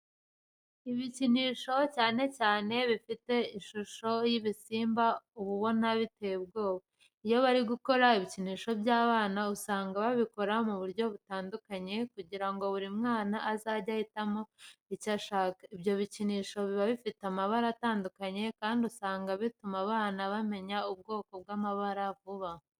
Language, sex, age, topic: Kinyarwanda, female, 25-35, education